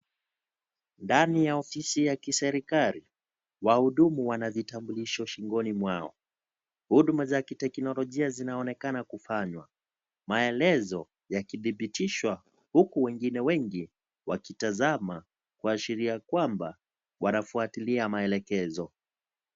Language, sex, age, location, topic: Swahili, male, 18-24, Kisii, government